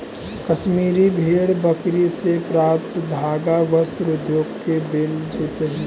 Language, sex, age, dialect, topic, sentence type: Magahi, male, 18-24, Central/Standard, banking, statement